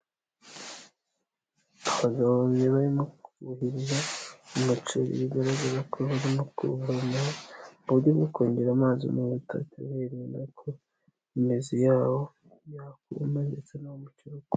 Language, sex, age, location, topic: Kinyarwanda, male, 50+, Nyagatare, agriculture